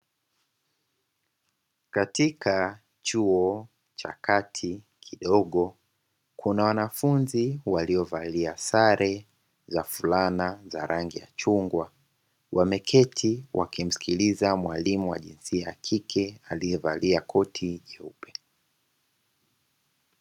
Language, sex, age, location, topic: Swahili, female, 25-35, Dar es Salaam, education